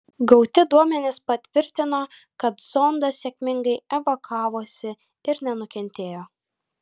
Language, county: Lithuanian, Kaunas